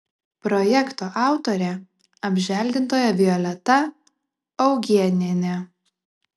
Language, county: Lithuanian, Vilnius